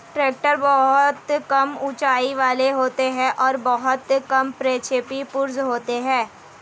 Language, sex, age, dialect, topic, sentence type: Hindi, female, 18-24, Hindustani Malvi Khadi Boli, agriculture, statement